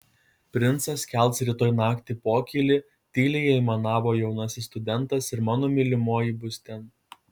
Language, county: Lithuanian, Kaunas